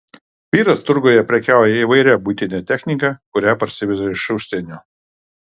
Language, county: Lithuanian, Kaunas